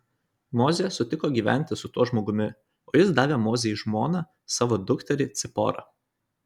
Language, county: Lithuanian, Kaunas